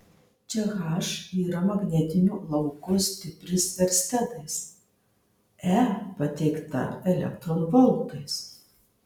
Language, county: Lithuanian, Marijampolė